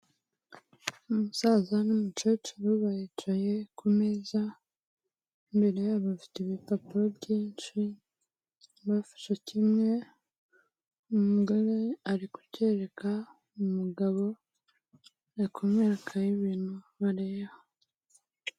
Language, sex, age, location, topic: Kinyarwanda, female, 18-24, Kigali, health